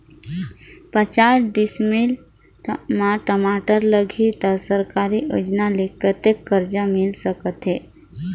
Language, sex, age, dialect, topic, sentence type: Chhattisgarhi, female, 25-30, Northern/Bhandar, agriculture, question